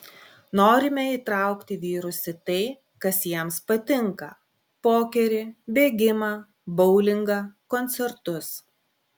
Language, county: Lithuanian, Klaipėda